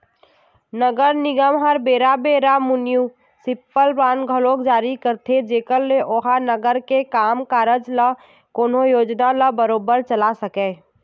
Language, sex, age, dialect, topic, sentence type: Chhattisgarhi, female, 41-45, Eastern, banking, statement